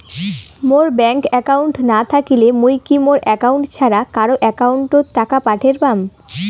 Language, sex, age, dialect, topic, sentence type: Bengali, female, 18-24, Rajbangshi, banking, question